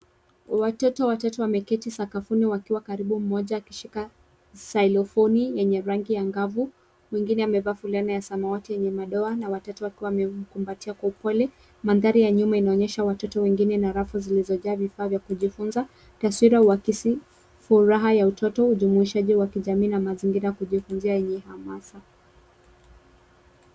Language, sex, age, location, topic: Swahili, female, 25-35, Nairobi, education